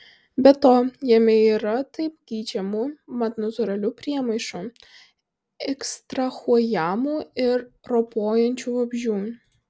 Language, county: Lithuanian, Vilnius